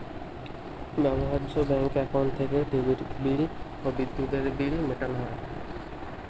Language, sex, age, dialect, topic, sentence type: Bengali, male, <18, Standard Colloquial, banking, statement